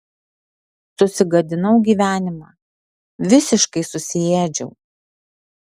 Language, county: Lithuanian, Alytus